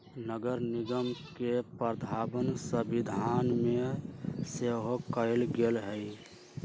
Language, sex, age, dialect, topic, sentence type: Magahi, male, 31-35, Western, banking, statement